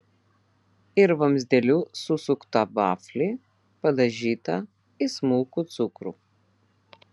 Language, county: Lithuanian, Vilnius